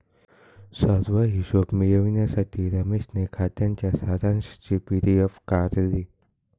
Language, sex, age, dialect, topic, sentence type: Marathi, male, 18-24, Northern Konkan, banking, statement